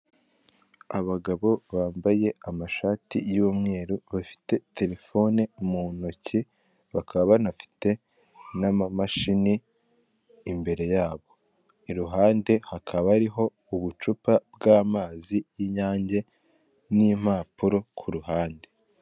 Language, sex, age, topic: Kinyarwanda, male, 18-24, government